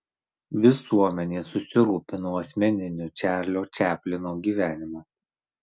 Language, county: Lithuanian, Marijampolė